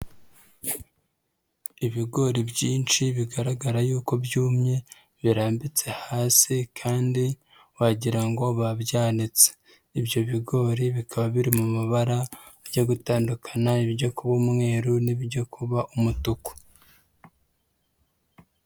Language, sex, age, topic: Kinyarwanda, male, 25-35, agriculture